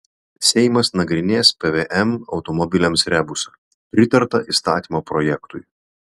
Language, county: Lithuanian, Vilnius